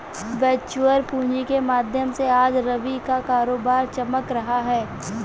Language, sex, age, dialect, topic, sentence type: Hindi, female, 46-50, Marwari Dhudhari, banking, statement